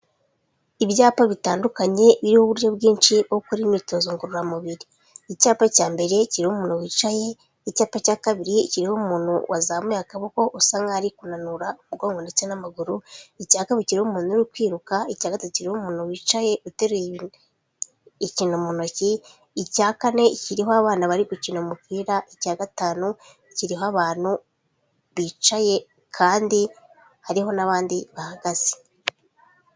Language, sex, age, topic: Kinyarwanda, female, 25-35, health